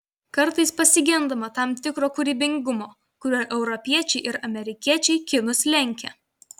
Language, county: Lithuanian, Vilnius